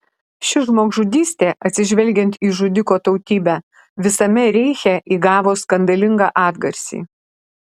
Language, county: Lithuanian, Alytus